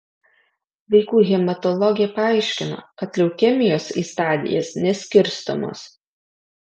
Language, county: Lithuanian, Alytus